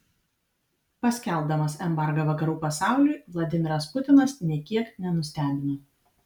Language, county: Lithuanian, Vilnius